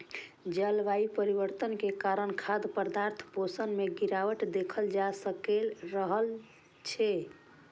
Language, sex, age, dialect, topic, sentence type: Maithili, female, 25-30, Eastern / Thethi, agriculture, statement